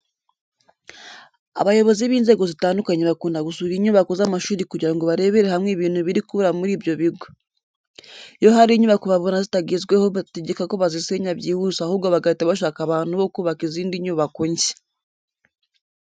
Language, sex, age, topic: Kinyarwanda, female, 25-35, education